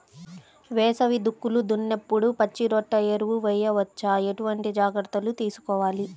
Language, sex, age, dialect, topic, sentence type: Telugu, female, 31-35, Central/Coastal, agriculture, question